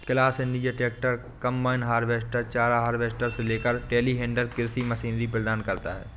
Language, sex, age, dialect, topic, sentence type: Hindi, male, 18-24, Awadhi Bundeli, agriculture, statement